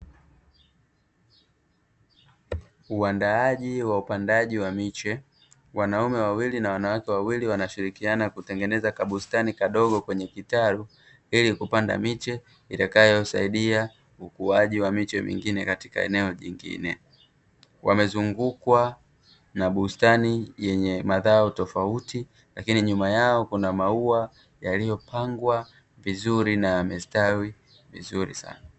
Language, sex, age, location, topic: Swahili, male, 36-49, Dar es Salaam, agriculture